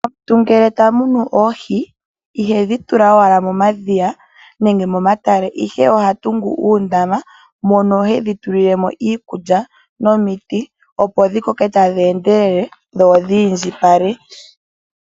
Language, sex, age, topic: Oshiwambo, female, 25-35, agriculture